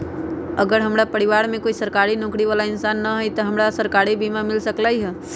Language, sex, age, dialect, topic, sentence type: Magahi, female, 31-35, Western, agriculture, question